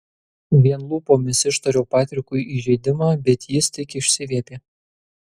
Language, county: Lithuanian, Kaunas